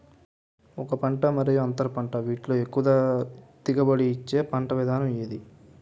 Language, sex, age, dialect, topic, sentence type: Telugu, male, 18-24, Utterandhra, agriculture, question